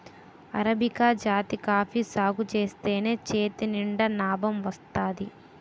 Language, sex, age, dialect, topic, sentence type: Telugu, female, 18-24, Utterandhra, agriculture, statement